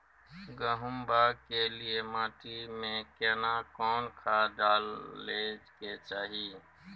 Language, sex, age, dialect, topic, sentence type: Maithili, male, 41-45, Bajjika, agriculture, question